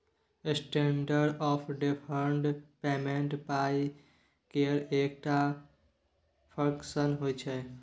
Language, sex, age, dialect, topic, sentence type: Maithili, male, 51-55, Bajjika, banking, statement